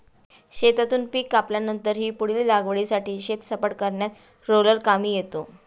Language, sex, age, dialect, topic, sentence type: Marathi, female, 31-35, Standard Marathi, agriculture, statement